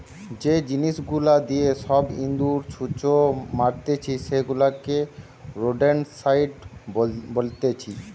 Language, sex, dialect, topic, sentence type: Bengali, male, Western, agriculture, statement